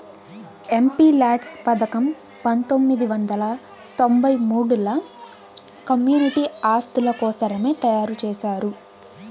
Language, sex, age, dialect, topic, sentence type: Telugu, female, 18-24, Southern, banking, statement